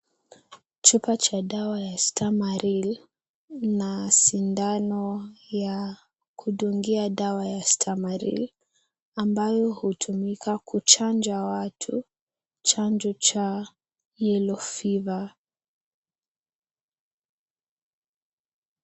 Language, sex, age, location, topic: Swahili, female, 18-24, Kisii, health